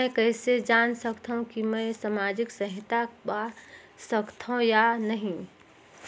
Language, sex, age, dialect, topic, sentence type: Chhattisgarhi, female, 36-40, Northern/Bhandar, banking, question